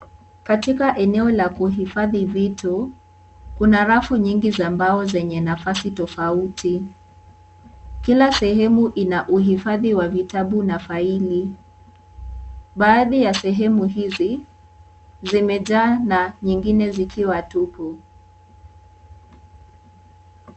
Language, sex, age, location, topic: Swahili, female, 18-24, Kisii, education